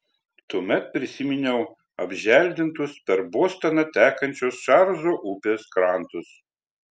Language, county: Lithuanian, Telšiai